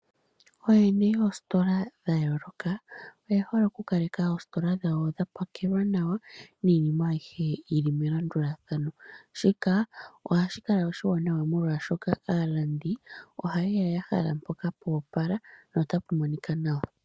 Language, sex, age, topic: Oshiwambo, female, 18-24, finance